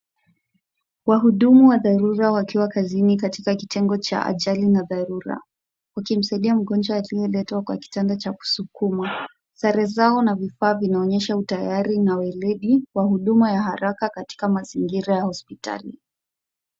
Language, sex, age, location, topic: Swahili, female, 36-49, Kisumu, health